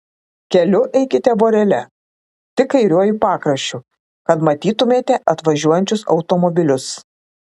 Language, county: Lithuanian, Klaipėda